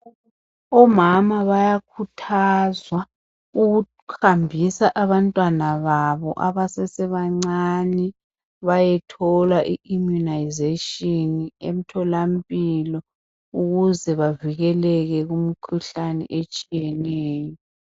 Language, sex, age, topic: North Ndebele, female, 50+, health